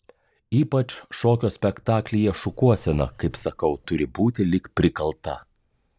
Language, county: Lithuanian, Klaipėda